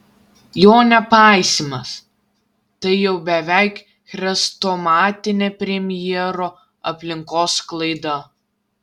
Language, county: Lithuanian, Vilnius